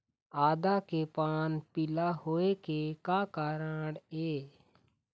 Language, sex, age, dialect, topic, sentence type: Chhattisgarhi, male, 18-24, Eastern, agriculture, question